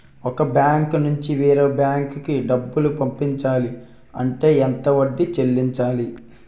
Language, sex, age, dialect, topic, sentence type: Telugu, male, 18-24, Utterandhra, banking, question